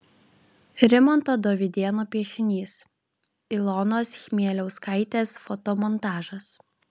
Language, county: Lithuanian, Vilnius